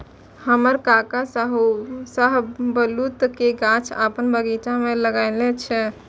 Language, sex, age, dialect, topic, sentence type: Maithili, female, 18-24, Eastern / Thethi, agriculture, statement